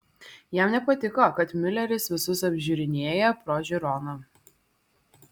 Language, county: Lithuanian, Vilnius